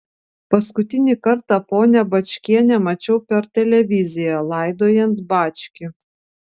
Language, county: Lithuanian, Vilnius